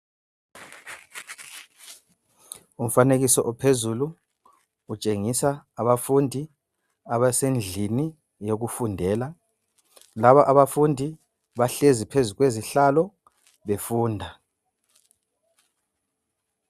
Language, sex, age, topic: North Ndebele, male, 25-35, education